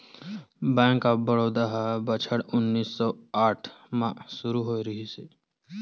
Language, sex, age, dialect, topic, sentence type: Chhattisgarhi, male, 18-24, Western/Budati/Khatahi, banking, statement